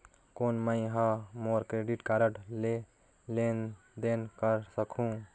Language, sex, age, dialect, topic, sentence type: Chhattisgarhi, male, 18-24, Northern/Bhandar, banking, question